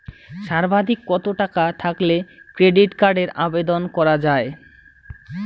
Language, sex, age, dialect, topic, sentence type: Bengali, male, 25-30, Rajbangshi, banking, question